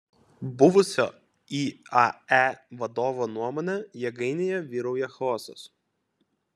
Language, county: Lithuanian, Kaunas